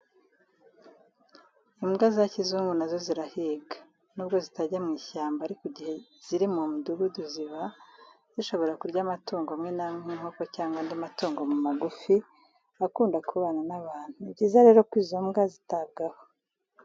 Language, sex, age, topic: Kinyarwanda, female, 36-49, education